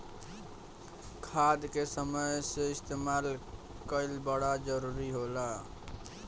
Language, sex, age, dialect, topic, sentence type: Bhojpuri, male, <18, Northern, agriculture, statement